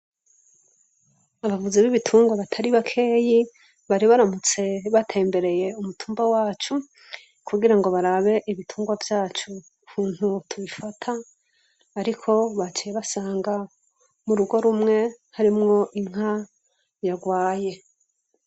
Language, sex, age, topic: Rundi, female, 25-35, education